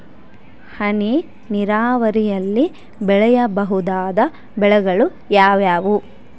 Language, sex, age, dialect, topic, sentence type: Kannada, female, 31-35, Central, agriculture, question